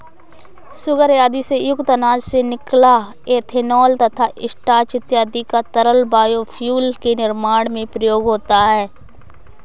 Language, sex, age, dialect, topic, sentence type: Hindi, female, 25-30, Awadhi Bundeli, agriculture, statement